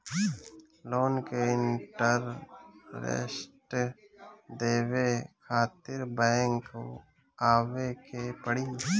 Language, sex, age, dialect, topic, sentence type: Bhojpuri, male, 25-30, Northern, banking, question